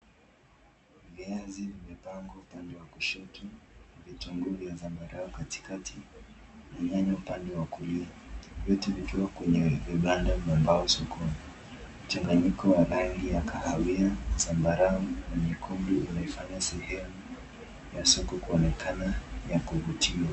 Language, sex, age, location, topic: Swahili, male, 18-24, Nakuru, finance